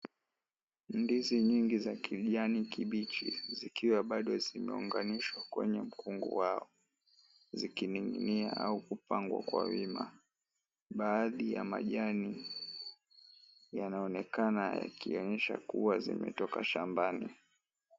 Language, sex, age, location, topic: Swahili, male, 18-24, Mombasa, agriculture